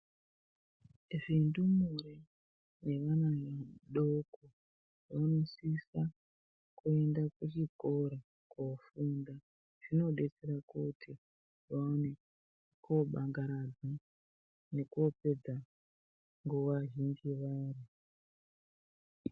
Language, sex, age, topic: Ndau, female, 36-49, education